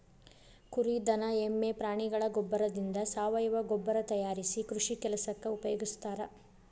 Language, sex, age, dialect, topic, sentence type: Kannada, female, 25-30, Dharwad Kannada, agriculture, statement